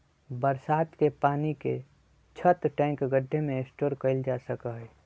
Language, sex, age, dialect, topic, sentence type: Magahi, male, 25-30, Western, agriculture, statement